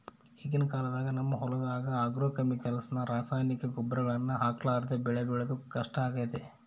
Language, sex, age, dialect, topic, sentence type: Kannada, male, 31-35, Central, agriculture, statement